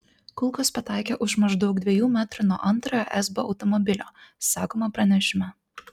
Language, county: Lithuanian, Klaipėda